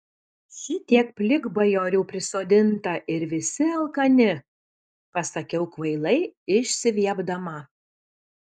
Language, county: Lithuanian, Alytus